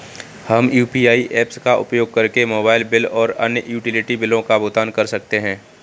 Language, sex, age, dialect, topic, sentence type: Hindi, male, 25-30, Kanauji Braj Bhasha, banking, statement